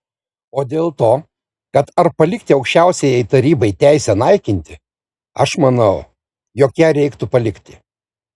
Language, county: Lithuanian, Vilnius